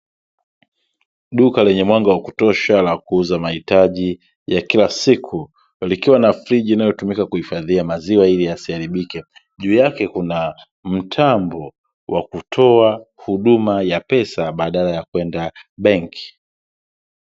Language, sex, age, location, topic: Swahili, male, 25-35, Dar es Salaam, finance